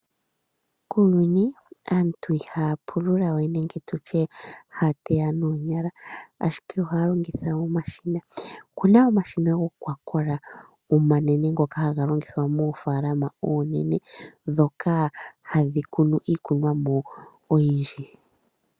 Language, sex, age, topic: Oshiwambo, male, 25-35, agriculture